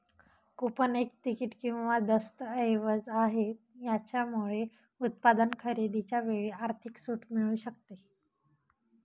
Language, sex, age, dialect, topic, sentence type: Marathi, female, 18-24, Northern Konkan, banking, statement